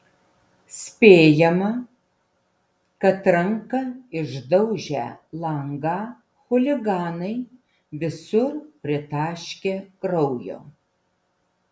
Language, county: Lithuanian, Vilnius